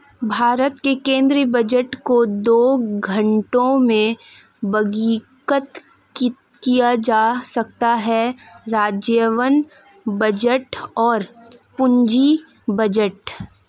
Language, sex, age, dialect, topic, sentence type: Hindi, female, 18-24, Marwari Dhudhari, banking, statement